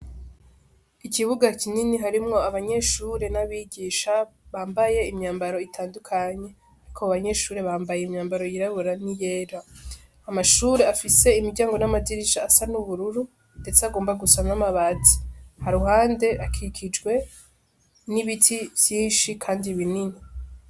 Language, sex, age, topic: Rundi, female, 18-24, education